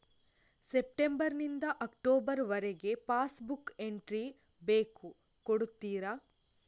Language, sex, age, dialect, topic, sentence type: Kannada, female, 51-55, Coastal/Dakshin, banking, question